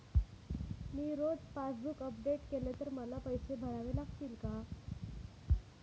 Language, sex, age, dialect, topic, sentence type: Marathi, female, 41-45, Standard Marathi, banking, question